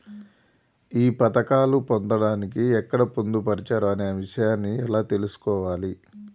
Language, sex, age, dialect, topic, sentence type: Telugu, male, 31-35, Telangana, banking, question